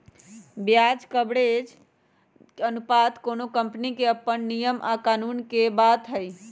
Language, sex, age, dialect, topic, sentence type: Magahi, female, 25-30, Western, banking, statement